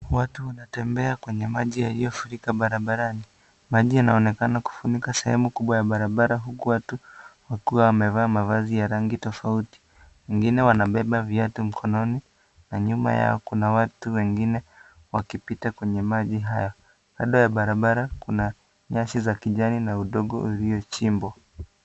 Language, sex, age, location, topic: Swahili, male, 25-35, Kisii, health